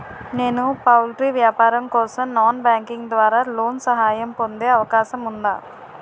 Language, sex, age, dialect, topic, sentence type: Telugu, female, 18-24, Utterandhra, banking, question